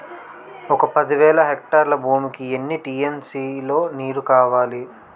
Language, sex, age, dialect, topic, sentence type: Telugu, male, 18-24, Utterandhra, agriculture, question